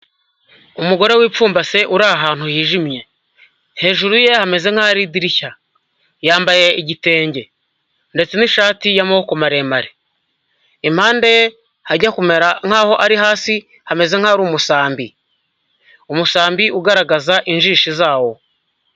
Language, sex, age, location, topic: Kinyarwanda, male, 25-35, Huye, health